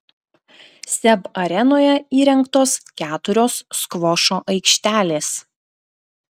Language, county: Lithuanian, Klaipėda